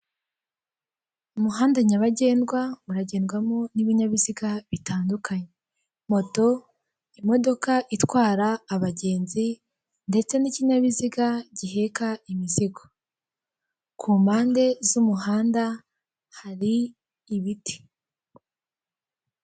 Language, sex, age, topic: Kinyarwanda, female, 18-24, government